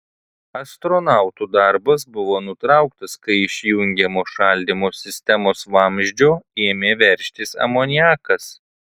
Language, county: Lithuanian, Tauragė